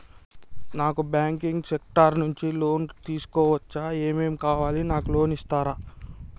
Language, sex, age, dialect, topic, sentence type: Telugu, male, 60-100, Telangana, banking, question